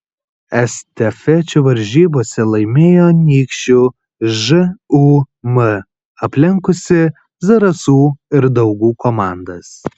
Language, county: Lithuanian, Kaunas